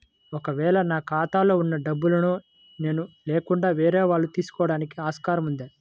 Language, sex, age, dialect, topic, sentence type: Telugu, male, 25-30, Central/Coastal, banking, question